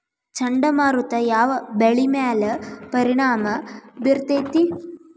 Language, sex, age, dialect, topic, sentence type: Kannada, female, 18-24, Dharwad Kannada, agriculture, question